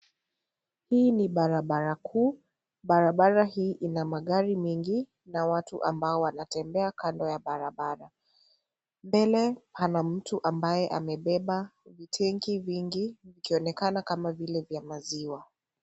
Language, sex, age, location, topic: Swahili, female, 50+, Kisii, agriculture